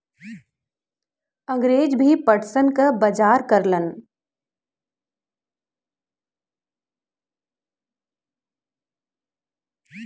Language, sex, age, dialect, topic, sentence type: Bhojpuri, female, 36-40, Western, agriculture, statement